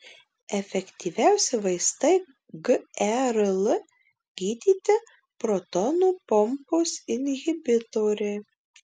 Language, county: Lithuanian, Marijampolė